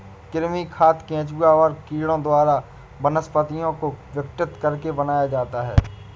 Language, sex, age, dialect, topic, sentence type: Hindi, male, 56-60, Awadhi Bundeli, agriculture, statement